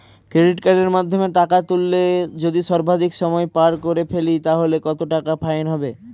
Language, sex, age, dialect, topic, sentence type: Bengali, male, 18-24, Standard Colloquial, banking, question